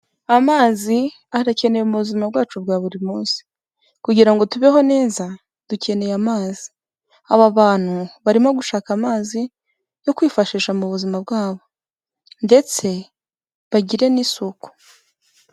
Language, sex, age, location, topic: Kinyarwanda, female, 18-24, Kigali, health